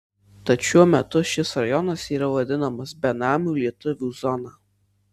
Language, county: Lithuanian, Marijampolė